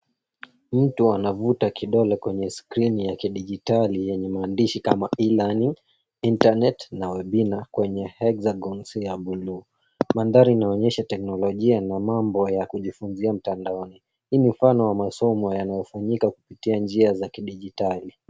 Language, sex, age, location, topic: Swahili, female, 36-49, Nairobi, education